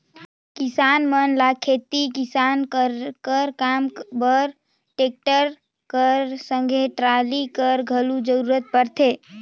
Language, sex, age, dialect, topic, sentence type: Chhattisgarhi, female, 18-24, Northern/Bhandar, agriculture, statement